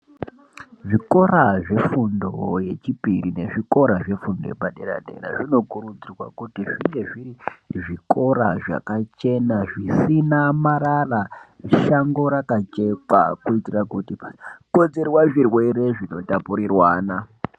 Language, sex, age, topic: Ndau, male, 25-35, education